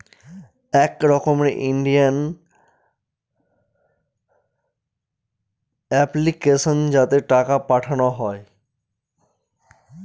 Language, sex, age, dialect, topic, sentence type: Bengali, male, 25-30, Northern/Varendri, banking, statement